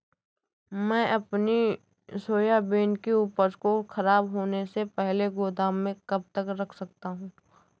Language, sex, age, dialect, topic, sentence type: Hindi, female, 18-24, Awadhi Bundeli, agriculture, question